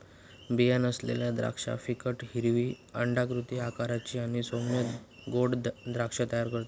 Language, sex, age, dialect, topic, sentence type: Marathi, male, 46-50, Southern Konkan, agriculture, statement